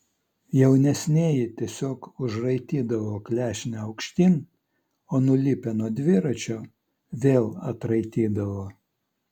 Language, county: Lithuanian, Vilnius